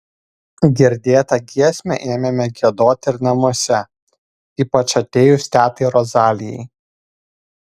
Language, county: Lithuanian, Vilnius